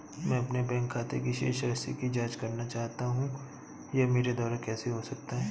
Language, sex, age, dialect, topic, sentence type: Hindi, male, 31-35, Awadhi Bundeli, banking, question